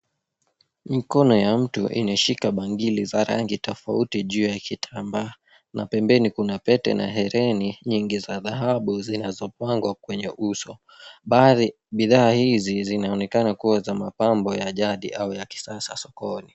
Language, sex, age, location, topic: Swahili, female, 18-24, Nairobi, finance